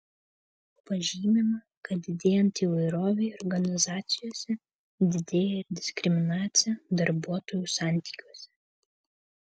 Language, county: Lithuanian, Kaunas